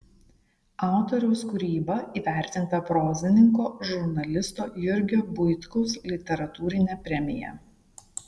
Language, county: Lithuanian, Šiauliai